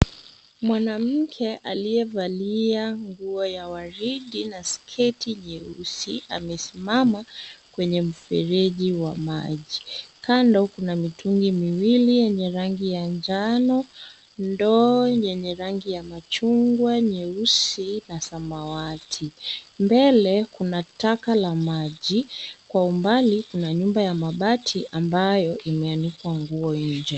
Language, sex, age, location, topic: Swahili, female, 25-35, Nairobi, government